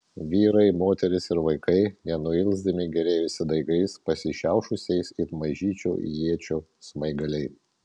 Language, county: Lithuanian, Vilnius